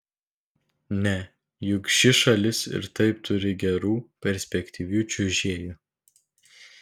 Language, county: Lithuanian, Telšiai